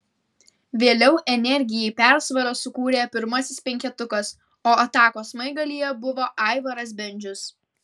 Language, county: Lithuanian, Kaunas